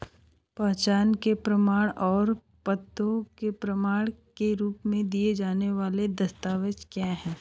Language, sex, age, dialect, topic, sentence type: Hindi, male, 18-24, Hindustani Malvi Khadi Boli, banking, question